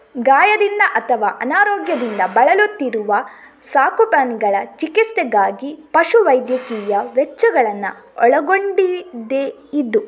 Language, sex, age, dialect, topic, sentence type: Kannada, female, 18-24, Coastal/Dakshin, banking, statement